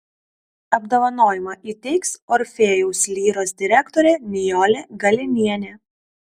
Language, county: Lithuanian, Kaunas